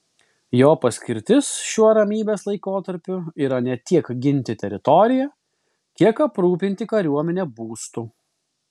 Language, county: Lithuanian, Vilnius